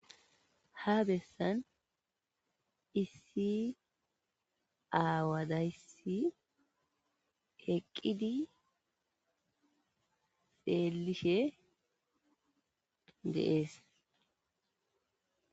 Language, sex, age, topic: Gamo, female, 25-35, agriculture